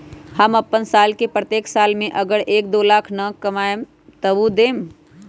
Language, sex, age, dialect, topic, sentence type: Magahi, male, 25-30, Western, banking, question